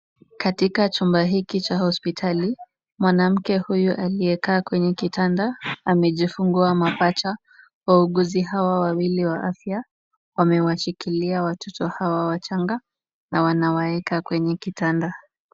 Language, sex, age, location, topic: Swahili, female, 18-24, Kisumu, health